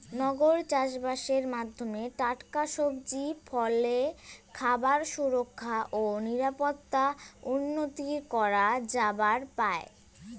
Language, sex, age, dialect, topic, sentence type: Bengali, female, 18-24, Rajbangshi, agriculture, statement